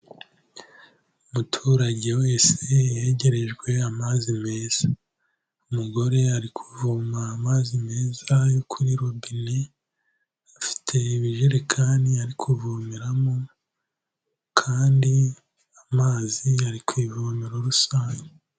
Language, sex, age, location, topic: Kinyarwanda, male, 18-24, Kigali, health